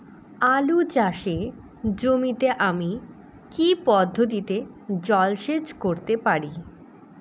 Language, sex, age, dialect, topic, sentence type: Bengali, female, 18-24, Rajbangshi, agriculture, question